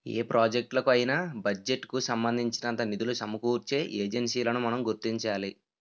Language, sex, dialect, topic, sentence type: Telugu, male, Utterandhra, banking, statement